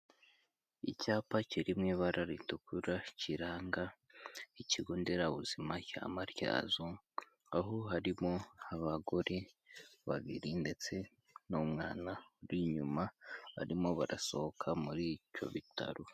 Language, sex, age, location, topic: Kinyarwanda, female, 25-35, Kigali, health